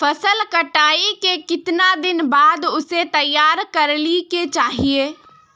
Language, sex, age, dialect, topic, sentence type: Magahi, female, 25-30, Northeastern/Surjapuri, agriculture, question